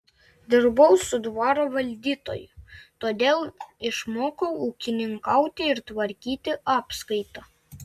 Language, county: Lithuanian, Klaipėda